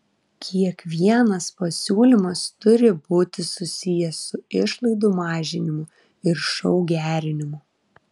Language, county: Lithuanian, Vilnius